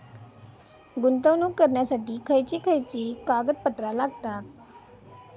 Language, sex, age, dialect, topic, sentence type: Marathi, female, 25-30, Southern Konkan, banking, question